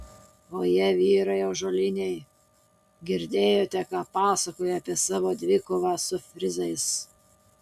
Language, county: Lithuanian, Utena